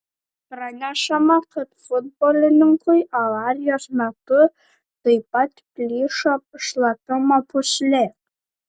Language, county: Lithuanian, Šiauliai